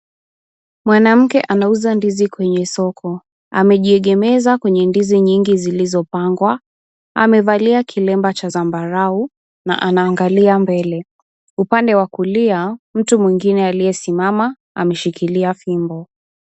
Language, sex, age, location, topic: Swahili, female, 18-24, Kisumu, agriculture